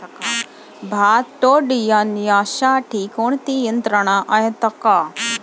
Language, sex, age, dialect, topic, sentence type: Marathi, female, 25-30, Standard Marathi, agriculture, question